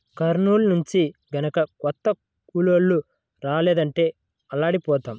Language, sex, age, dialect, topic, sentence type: Telugu, male, 25-30, Central/Coastal, agriculture, statement